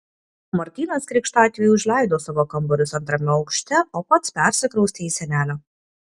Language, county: Lithuanian, Kaunas